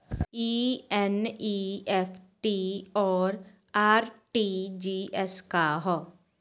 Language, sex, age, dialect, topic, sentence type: Bhojpuri, female, 18-24, Southern / Standard, banking, question